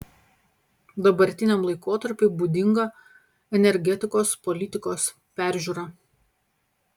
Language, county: Lithuanian, Panevėžys